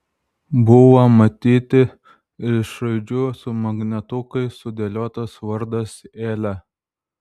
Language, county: Lithuanian, Vilnius